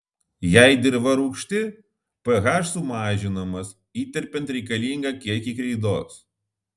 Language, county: Lithuanian, Alytus